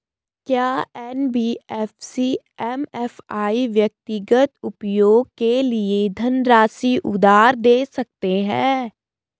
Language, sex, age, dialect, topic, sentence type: Hindi, female, 18-24, Garhwali, banking, question